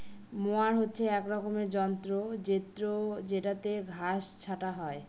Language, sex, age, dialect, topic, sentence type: Bengali, female, 25-30, Northern/Varendri, agriculture, statement